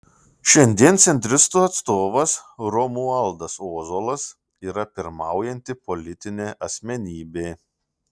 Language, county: Lithuanian, Šiauliai